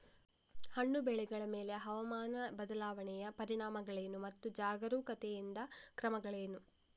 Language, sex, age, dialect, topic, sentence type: Kannada, female, 56-60, Coastal/Dakshin, agriculture, question